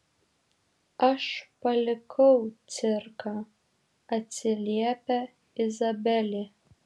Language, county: Lithuanian, Šiauliai